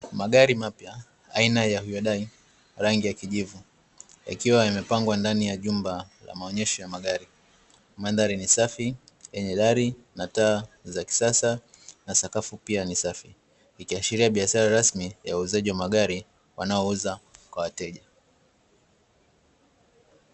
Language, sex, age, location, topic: Swahili, male, 25-35, Dar es Salaam, finance